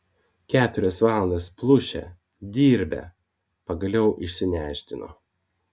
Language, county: Lithuanian, Vilnius